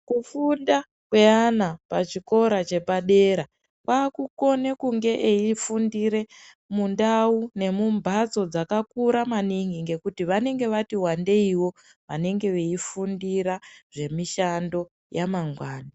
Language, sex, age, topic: Ndau, male, 18-24, education